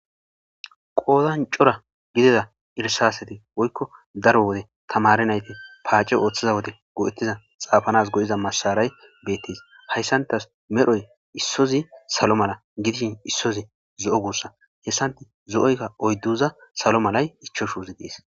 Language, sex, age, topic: Gamo, male, 18-24, government